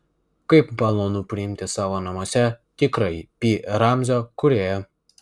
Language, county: Lithuanian, Vilnius